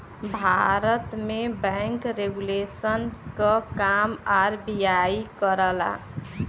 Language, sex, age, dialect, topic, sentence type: Bhojpuri, female, 18-24, Western, banking, statement